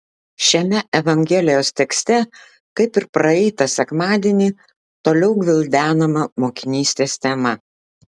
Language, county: Lithuanian, Klaipėda